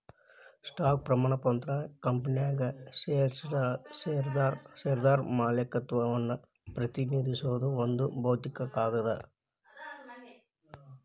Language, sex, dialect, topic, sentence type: Kannada, male, Dharwad Kannada, banking, statement